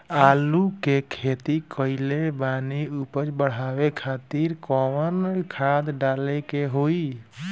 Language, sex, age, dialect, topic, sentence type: Bhojpuri, male, 18-24, Southern / Standard, agriculture, question